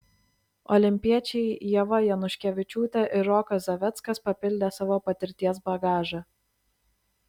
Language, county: Lithuanian, Klaipėda